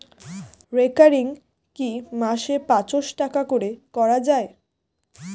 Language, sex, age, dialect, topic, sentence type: Bengali, female, 18-24, Standard Colloquial, banking, question